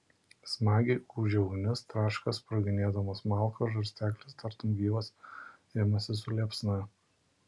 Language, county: Lithuanian, Alytus